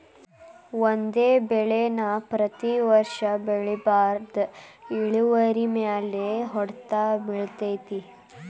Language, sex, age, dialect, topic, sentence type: Kannada, male, 18-24, Dharwad Kannada, agriculture, statement